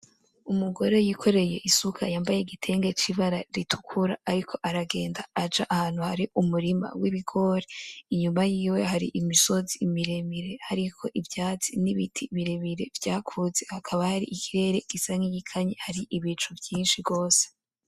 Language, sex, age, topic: Rundi, female, 18-24, agriculture